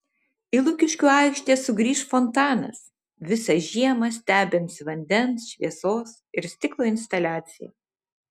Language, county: Lithuanian, Šiauliai